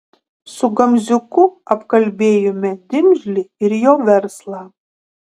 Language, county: Lithuanian, Kaunas